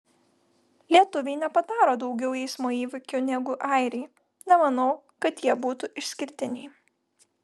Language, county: Lithuanian, Vilnius